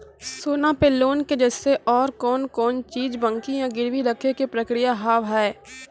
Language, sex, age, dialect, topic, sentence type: Maithili, female, 18-24, Angika, banking, question